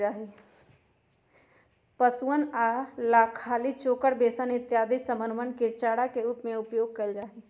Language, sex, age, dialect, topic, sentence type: Magahi, female, 51-55, Western, agriculture, statement